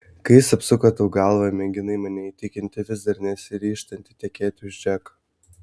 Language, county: Lithuanian, Vilnius